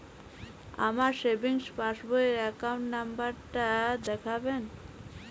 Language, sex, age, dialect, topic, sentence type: Bengali, female, 18-24, Jharkhandi, banking, question